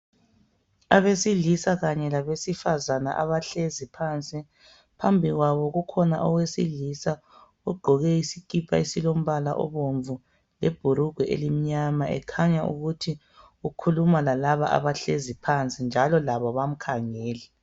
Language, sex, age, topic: North Ndebele, female, 25-35, health